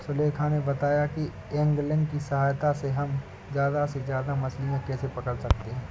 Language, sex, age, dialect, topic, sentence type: Hindi, male, 60-100, Awadhi Bundeli, agriculture, statement